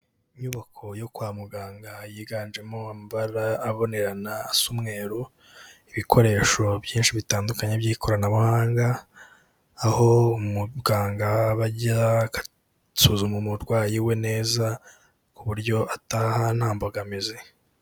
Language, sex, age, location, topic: Kinyarwanda, male, 18-24, Kigali, health